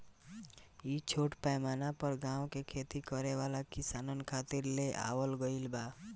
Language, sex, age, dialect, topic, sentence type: Bhojpuri, male, 18-24, Southern / Standard, agriculture, statement